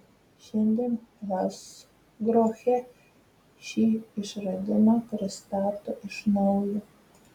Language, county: Lithuanian, Telšiai